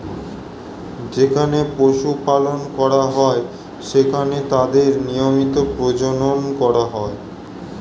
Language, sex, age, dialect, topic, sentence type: Bengali, male, 18-24, Standard Colloquial, agriculture, statement